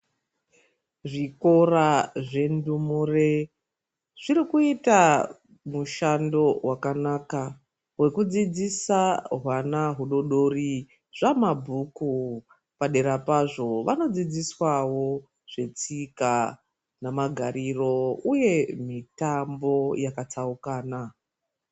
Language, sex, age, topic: Ndau, female, 36-49, education